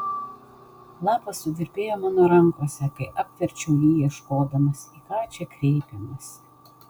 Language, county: Lithuanian, Vilnius